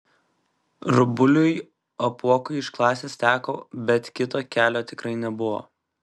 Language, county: Lithuanian, Vilnius